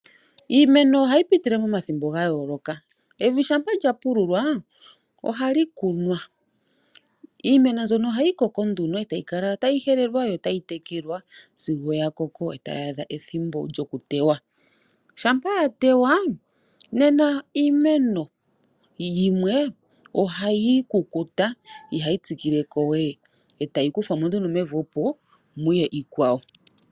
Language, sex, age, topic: Oshiwambo, female, 25-35, agriculture